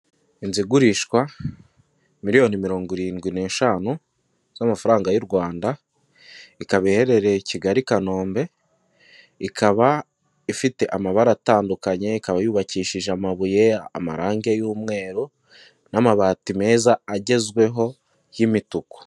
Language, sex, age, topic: Kinyarwanda, male, 18-24, finance